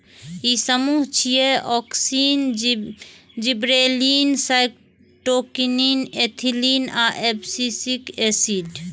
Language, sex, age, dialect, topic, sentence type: Maithili, female, 36-40, Eastern / Thethi, agriculture, statement